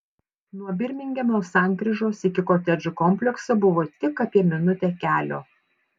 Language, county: Lithuanian, Panevėžys